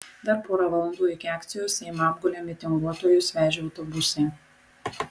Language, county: Lithuanian, Vilnius